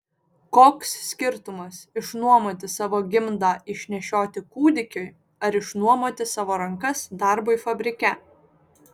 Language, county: Lithuanian, Vilnius